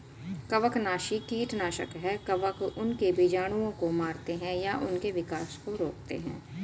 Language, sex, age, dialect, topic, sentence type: Hindi, female, 41-45, Hindustani Malvi Khadi Boli, agriculture, statement